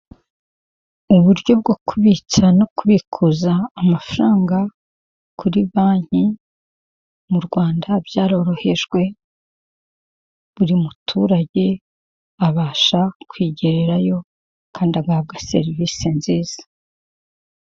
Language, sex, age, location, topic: Kinyarwanda, female, 50+, Kigali, finance